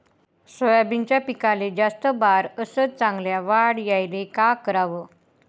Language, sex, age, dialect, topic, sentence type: Marathi, female, 18-24, Varhadi, agriculture, question